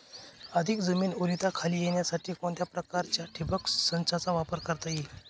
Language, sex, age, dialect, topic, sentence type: Marathi, male, 25-30, Northern Konkan, agriculture, question